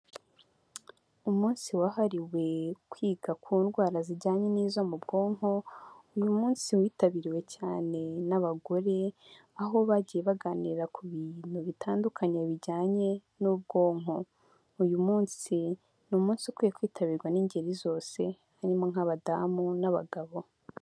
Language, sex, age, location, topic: Kinyarwanda, female, 25-35, Huye, health